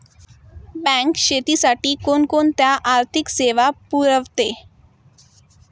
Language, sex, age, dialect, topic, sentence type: Marathi, female, 18-24, Standard Marathi, banking, question